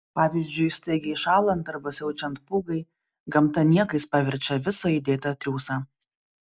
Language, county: Lithuanian, Šiauliai